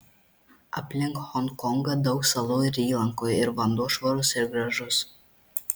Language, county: Lithuanian, Marijampolė